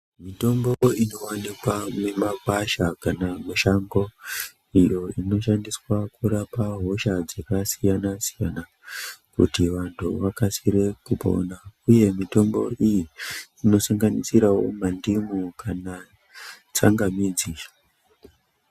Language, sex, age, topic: Ndau, male, 25-35, health